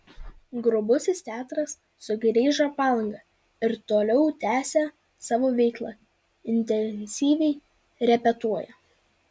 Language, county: Lithuanian, Vilnius